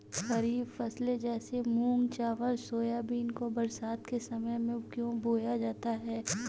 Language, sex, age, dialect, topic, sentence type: Hindi, female, 25-30, Awadhi Bundeli, agriculture, question